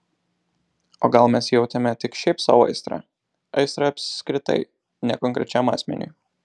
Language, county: Lithuanian, Alytus